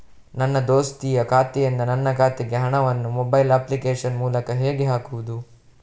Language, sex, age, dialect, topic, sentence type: Kannada, male, 31-35, Coastal/Dakshin, banking, question